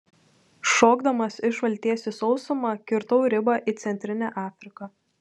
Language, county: Lithuanian, Telšiai